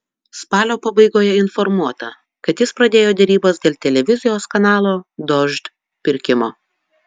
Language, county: Lithuanian, Utena